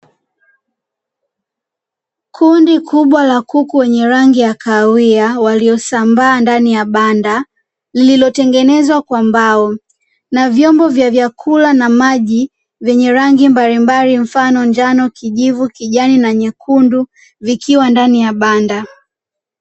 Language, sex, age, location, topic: Swahili, female, 18-24, Dar es Salaam, agriculture